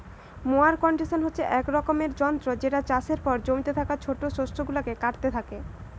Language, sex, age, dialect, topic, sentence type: Bengali, male, 18-24, Western, agriculture, statement